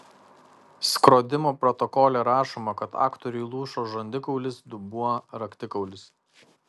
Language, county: Lithuanian, Kaunas